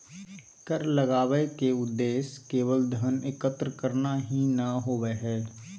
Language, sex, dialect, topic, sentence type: Magahi, male, Southern, banking, statement